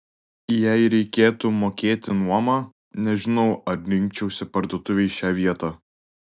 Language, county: Lithuanian, Klaipėda